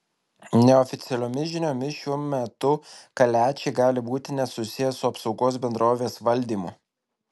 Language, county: Lithuanian, Alytus